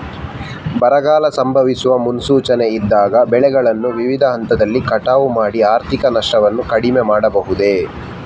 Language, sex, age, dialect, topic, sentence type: Kannada, male, 60-100, Coastal/Dakshin, agriculture, question